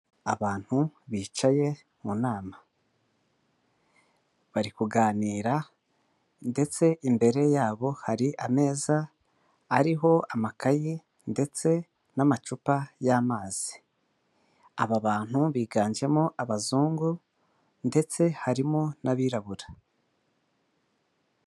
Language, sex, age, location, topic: Kinyarwanda, male, 25-35, Kigali, government